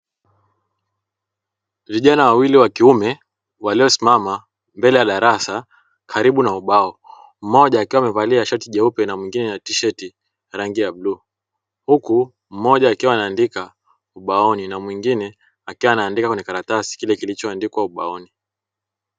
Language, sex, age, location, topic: Swahili, male, 25-35, Dar es Salaam, education